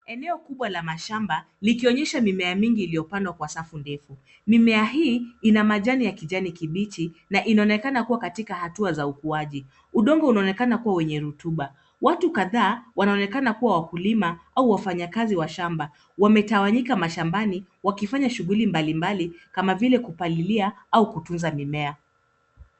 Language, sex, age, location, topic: Swahili, female, 25-35, Nairobi, agriculture